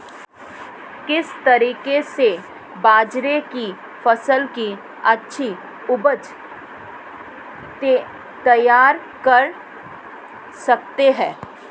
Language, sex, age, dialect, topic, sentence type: Hindi, female, 31-35, Marwari Dhudhari, agriculture, question